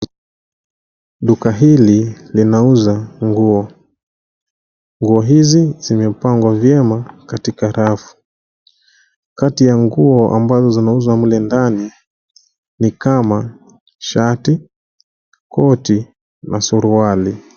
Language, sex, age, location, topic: Swahili, male, 25-35, Nairobi, finance